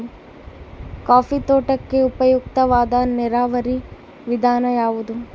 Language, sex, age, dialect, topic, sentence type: Kannada, female, 18-24, Central, agriculture, question